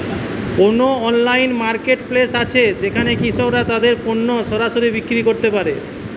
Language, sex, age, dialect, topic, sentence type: Bengali, male, 31-35, Western, agriculture, statement